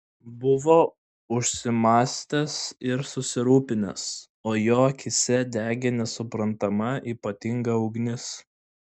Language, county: Lithuanian, Klaipėda